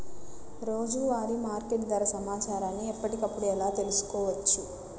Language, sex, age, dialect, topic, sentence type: Telugu, female, 60-100, Central/Coastal, agriculture, question